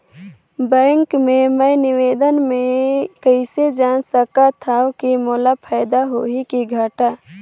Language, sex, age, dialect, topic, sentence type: Chhattisgarhi, female, 18-24, Northern/Bhandar, banking, question